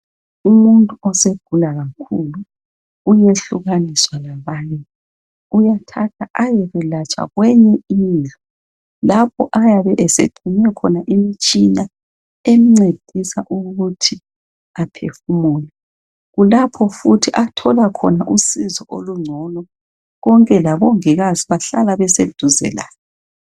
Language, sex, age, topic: North Ndebele, female, 50+, health